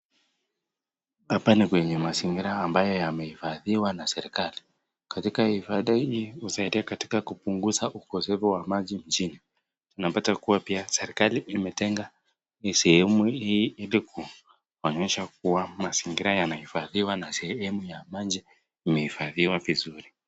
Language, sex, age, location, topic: Swahili, male, 18-24, Nakuru, government